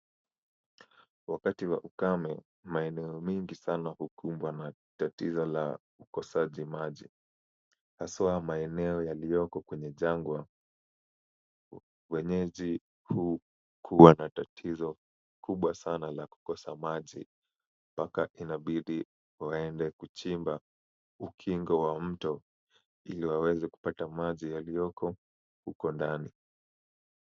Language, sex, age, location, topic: Swahili, male, 18-24, Kisumu, health